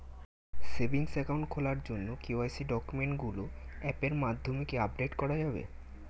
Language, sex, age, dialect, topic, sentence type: Bengali, male, 18-24, Standard Colloquial, banking, question